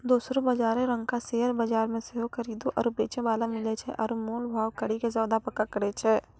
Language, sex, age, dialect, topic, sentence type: Maithili, female, 46-50, Angika, banking, statement